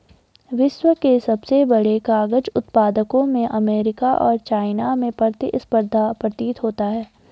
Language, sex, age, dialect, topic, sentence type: Hindi, female, 51-55, Garhwali, agriculture, statement